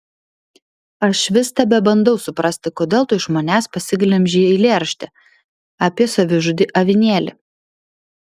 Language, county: Lithuanian, Vilnius